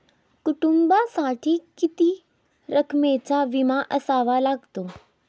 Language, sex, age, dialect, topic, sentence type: Marathi, female, 18-24, Standard Marathi, banking, question